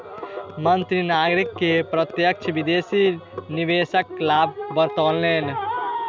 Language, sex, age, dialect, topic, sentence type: Maithili, male, 18-24, Southern/Standard, banking, statement